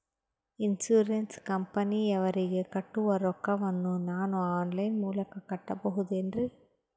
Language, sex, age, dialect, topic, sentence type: Kannada, female, 18-24, Northeastern, banking, question